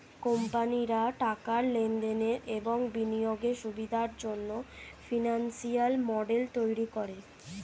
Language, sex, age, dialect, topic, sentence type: Bengali, female, 25-30, Standard Colloquial, banking, statement